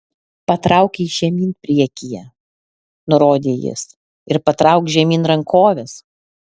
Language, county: Lithuanian, Alytus